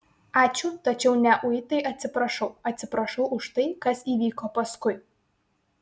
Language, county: Lithuanian, Vilnius